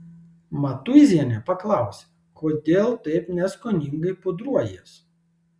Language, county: Lithuanian, Šiauliai